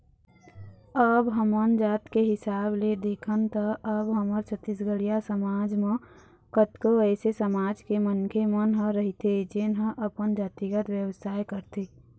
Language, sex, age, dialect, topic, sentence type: Chhattisgarhi, female, 31-35, Eastern, banking, statement